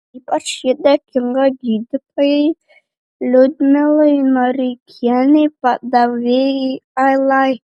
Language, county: Lithuanian, Šiauliai